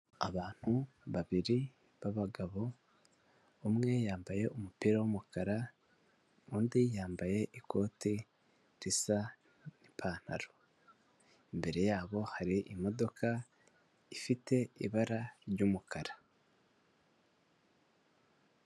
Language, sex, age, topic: Kinyarwanda, male, 18-24, finance